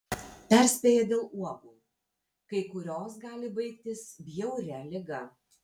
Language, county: Lithuanian, Vilnius